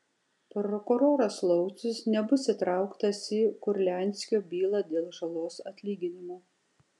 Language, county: Lithuanian, Kaunas